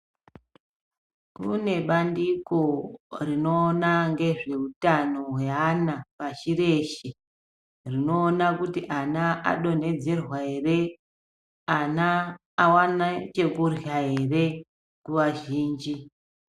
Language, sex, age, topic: Ndau, male, 25-35, health